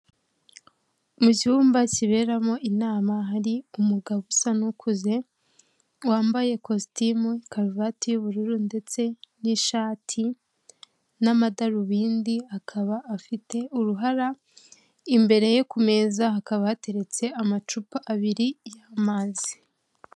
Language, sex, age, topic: Kinyarwanda, female, 18-24, government